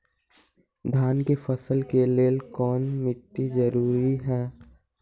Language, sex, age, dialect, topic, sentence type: Magahi, male, 18-24, Western, agriculture, question